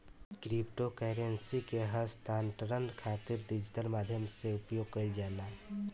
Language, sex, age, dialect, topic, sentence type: Bhojpuri, male, 25-30, Southern / Standard, banking, statement